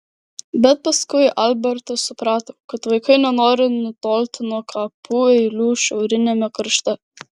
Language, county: Lithuanian, Vilnius